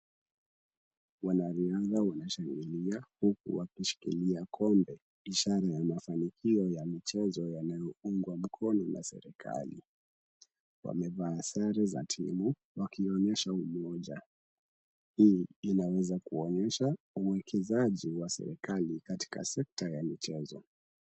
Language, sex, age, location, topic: Swahili, male, 18-24, Kisumu, government